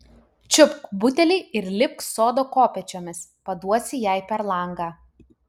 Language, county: Lithuanian, Utena